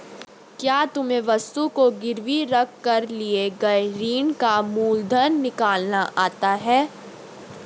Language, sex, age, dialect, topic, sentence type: Hindi, female, 31-35, Hindustani Malvi Khadi Boli, banking, statement